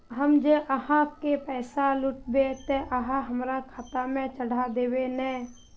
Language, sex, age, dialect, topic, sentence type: Magahi, female, 18-24, Northeastern/Surjapuri, banking, question